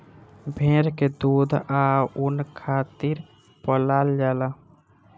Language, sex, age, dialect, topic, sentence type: Bhojpuri, male, <18, Southern / Standard, agriculture, statement